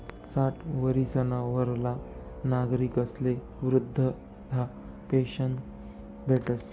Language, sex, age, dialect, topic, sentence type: Marathi, male, 25-30, Northern Konkan, banking, statement